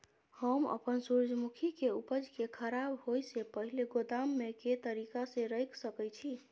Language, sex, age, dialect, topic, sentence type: Maithili, female, 25-30, Bajjika, agriculture, question